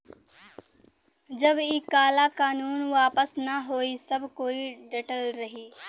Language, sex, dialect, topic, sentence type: Bhojpuri, female, Western, agriculture, statement